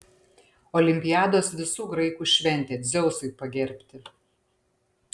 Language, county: Lithuanian, Panevėžys